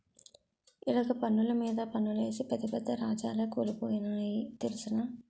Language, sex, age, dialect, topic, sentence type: Telugu, female, 36-40, Utterandhra, banking, statement